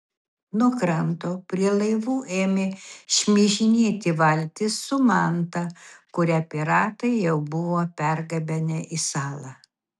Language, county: Lithuanian, Kaunas